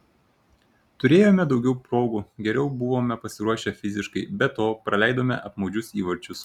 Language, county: Lithuanian, Šiauliai